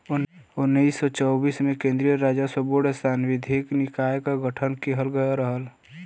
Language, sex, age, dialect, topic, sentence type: Bhojpuri, male, 25-30, Western, banking, statement